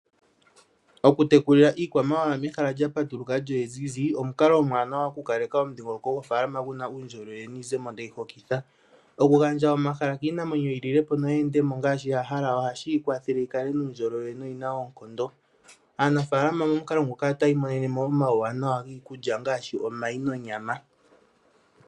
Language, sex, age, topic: Oshiwambo, male, 18-24, agriculture